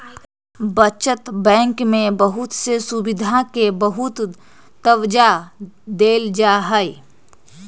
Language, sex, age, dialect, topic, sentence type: Magahi, female, 31-35, Western, banking, statement